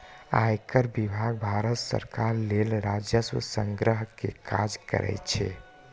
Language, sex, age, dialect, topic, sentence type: Maithili, male, 18-24, Eastern / Thethi, banking, statement